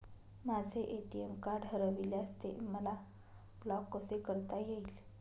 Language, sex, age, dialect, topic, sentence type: Marathi, male, 31-35, Northern Konkan, banking, question